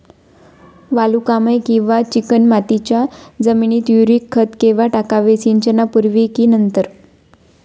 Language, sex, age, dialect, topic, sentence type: Marathi, female, 25-30, Standard Marathi, agriculture, question